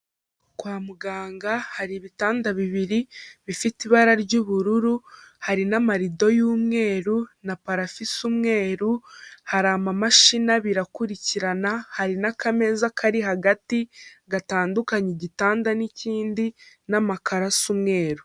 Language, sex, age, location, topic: Kinyarwanda, female, 18-24, Kigali, health